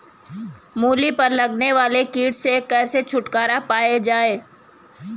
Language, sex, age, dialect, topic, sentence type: Hindi, female, 31-35, Garhwali, agriculture, question